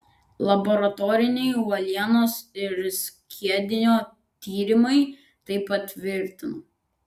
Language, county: Lithuanian, Klaipėda